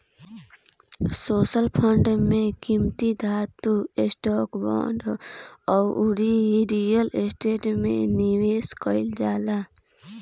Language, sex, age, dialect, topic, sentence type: Bhojpuri, female, <18, Northern, banking, statement